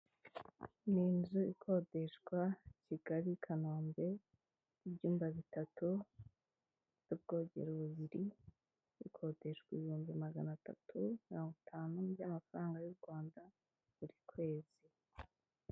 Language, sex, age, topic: Kinyarwanda, female, 25-35, finance